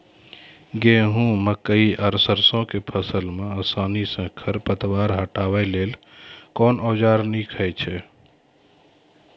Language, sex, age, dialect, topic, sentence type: Maithili, male, 36-40, Angika, agriculture, question